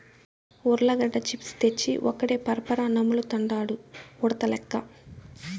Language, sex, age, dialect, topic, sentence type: Telugu, female, 18-24, Southern, agriculture, statement